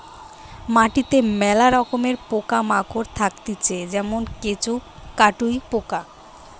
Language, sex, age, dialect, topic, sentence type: Bengali, female, 18-24, Western, agriculture, statement